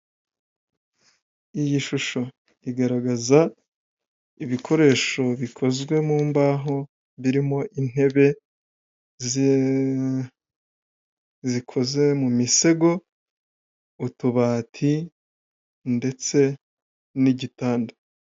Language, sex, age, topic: Kinyarwanda, male, 18-24, finance